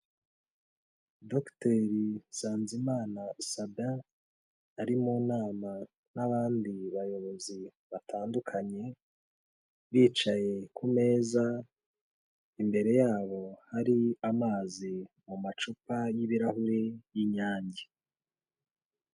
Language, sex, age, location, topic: Kinyarwanda, male, 25-35, Kigali, health